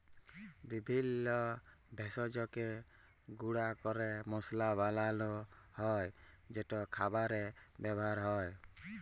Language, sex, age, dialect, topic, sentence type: Bengali, male, 18-24, Jharkhandi, agriculture, statement